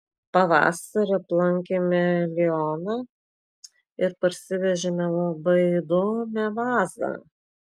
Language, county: Lithuanian, Klaipėda